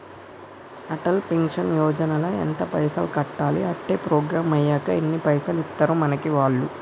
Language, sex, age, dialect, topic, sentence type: Telugu, female, 25-30, Telangana, banking, question